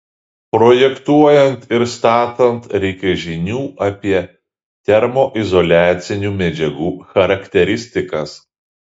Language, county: Lithuanian, Šiauliai